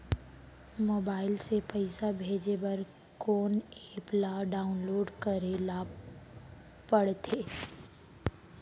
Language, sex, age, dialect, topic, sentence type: Chhattisgarhi, female, 18-24, Central, banking, question